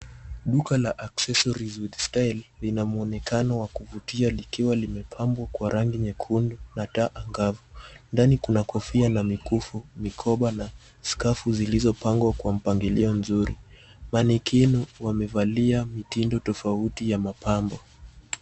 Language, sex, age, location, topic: Swahili, male, 18-24, Nairobi, finance